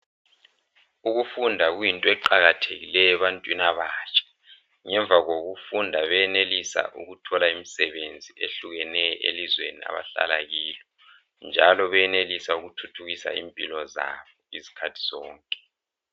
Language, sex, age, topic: North Ndebele, male, 36-49, health